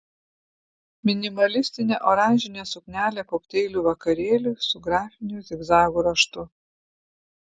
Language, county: Lithuanian, Vilnius